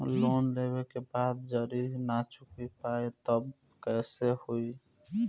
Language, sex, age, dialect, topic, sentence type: Bhojpuri, male, <18, Southern / Standard, banking, question